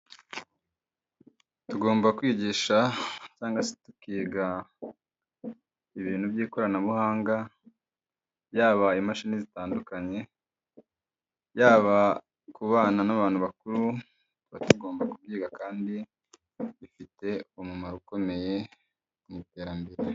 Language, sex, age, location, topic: Kinyarwanda, male, 25-35, Kigali, education